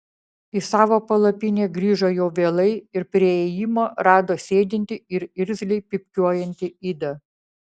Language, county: Lithuanian, Vilnius